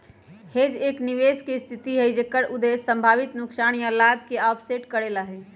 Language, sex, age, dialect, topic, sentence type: Magahi, female, 31-35, Western, banking, statement